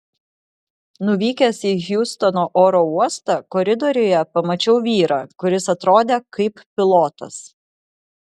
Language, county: Lithuanian, Vilnius